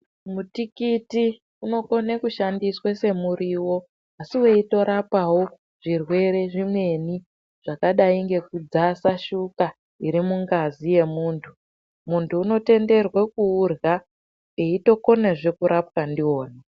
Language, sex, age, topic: Ndau, female, 50+, health